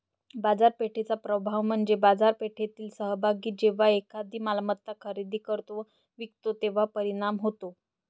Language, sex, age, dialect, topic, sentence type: Marathi, male, 60-100, Varhadi, banking, statement